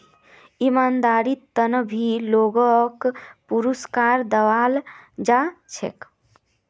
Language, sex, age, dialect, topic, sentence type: Magahi, female, 18-24, Northeastern/Surjapuri, banking, statement